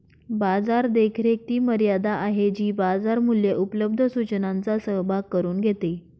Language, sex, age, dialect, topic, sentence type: Marathi, female, 25-30, Northern Konkan, banking, statement